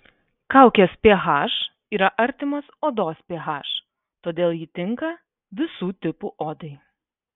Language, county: Lithuanian, Vilnius